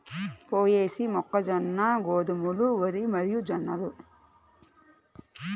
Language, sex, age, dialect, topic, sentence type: Telugu, female, 31-35, Central/Coastal, agriculture, statement